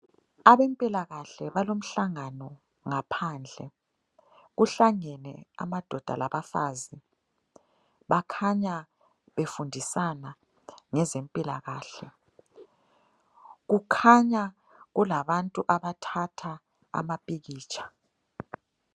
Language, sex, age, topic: North Ndebele, female, 25-35, health